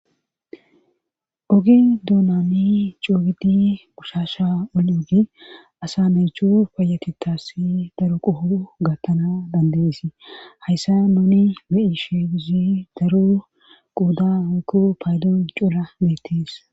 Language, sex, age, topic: Gamo, female, 25-35, government